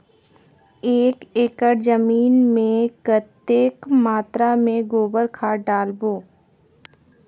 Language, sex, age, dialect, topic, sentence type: Chhattisgarhi, female, 25-30, Northern/Bhandar, agriculture, question